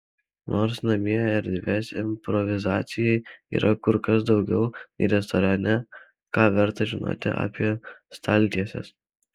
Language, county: Lithuanian, Alytus